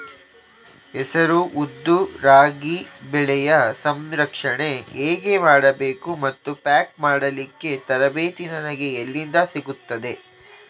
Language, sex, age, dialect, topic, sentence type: Kannada, male, 18-24, Coastal/Dakshin, agriculture, question